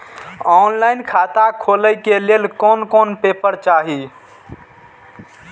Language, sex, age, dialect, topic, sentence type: Maithili, male, 18-24, Eastern / Thethi, banking, question